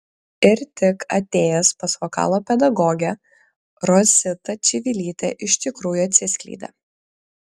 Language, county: Lithuanian, Klaipėda